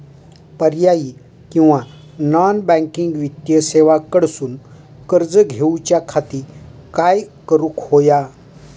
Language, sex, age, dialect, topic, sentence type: Marathi, male, 60-100, Southern Konkan, banking, question